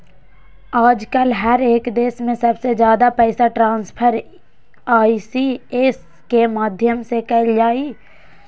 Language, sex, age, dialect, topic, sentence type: Magahi, female, 18-24, Western, banking, statement